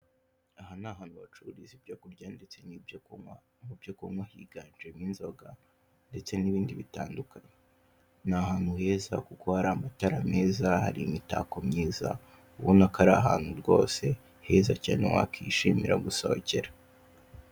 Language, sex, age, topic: Kinyarwanda, male, 18-24, finance